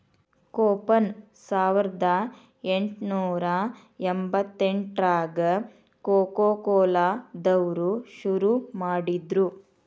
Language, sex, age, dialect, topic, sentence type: Kannada, female, 36-40, Dharwad Kannada, banking, statement